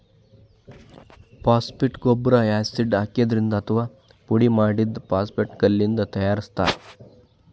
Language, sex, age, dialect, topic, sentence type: Kannada, male, 25-30, Northeastern, agriculture, statement